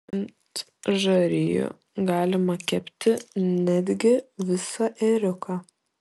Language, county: Lithuanian, Šiauliai